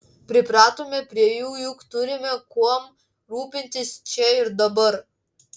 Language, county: Lithuanian, Klaipėda